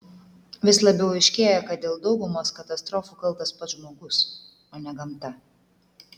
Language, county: Lithuanian, Klaipėda